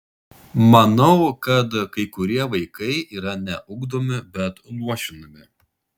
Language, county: Lithuanian, Šiauliai